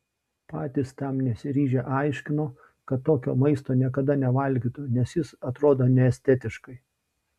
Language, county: Lithuanian, Šiauliai